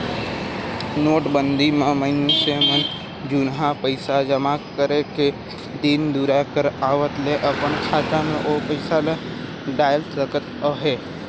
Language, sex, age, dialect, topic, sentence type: Chhattisgarhi, male, 60-100, Northern/Bhandar, banking, statement